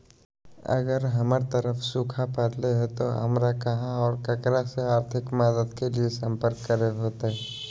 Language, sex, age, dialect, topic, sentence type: Magahi, male, 25-30, Southern, agriculture, question